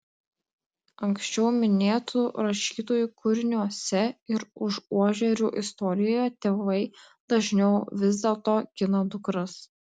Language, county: Lithuanian, Klaipėda